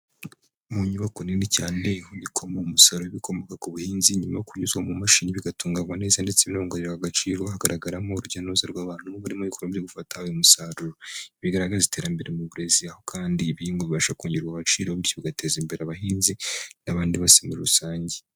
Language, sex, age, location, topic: Kinyarwanda, male, 25-35, Huye, agriculture